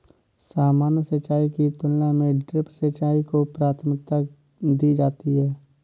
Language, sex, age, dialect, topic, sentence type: Hindi, male, 18-24, Awadhi Bundeli, agriculture, statement